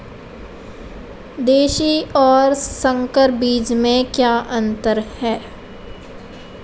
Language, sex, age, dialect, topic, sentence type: Hindi, female, 18-24, Marwari Dhudhari, agriculture, question